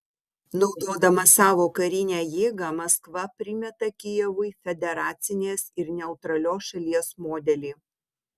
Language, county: Lithuanian, Utena